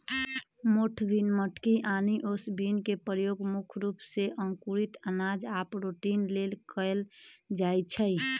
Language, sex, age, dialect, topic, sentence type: Magahi, female, 31-35, Western, agriculture, statement